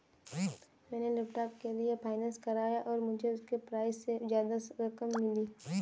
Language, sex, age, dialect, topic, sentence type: Hindi, female, 18-24, Kanauji Braj Bhasha, banking, statement